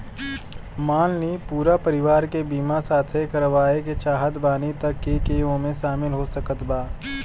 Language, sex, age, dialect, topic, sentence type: Bhojpuri, male, 18-24, Southern / Standard, banking, question